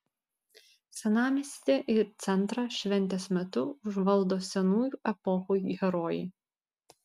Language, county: Lithuanian, Vilnius